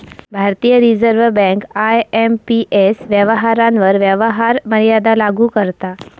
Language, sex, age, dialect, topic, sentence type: Marathi, female, 25-30, Southern Konkan, banking, statement